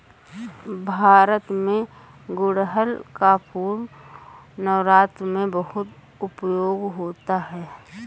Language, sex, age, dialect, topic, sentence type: Hindi, female, 25-30, Awadhi Bundeli, agriculture, statement